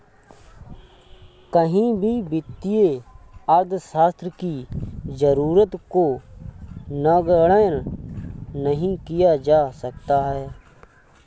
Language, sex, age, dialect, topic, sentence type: Hindi, male, 25-30, Awadhi Bundeli, banking, statement